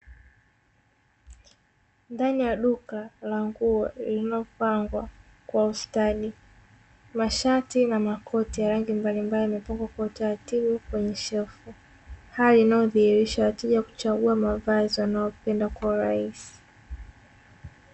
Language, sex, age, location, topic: Swahili, female, 18-24, Dar es Salaam, finance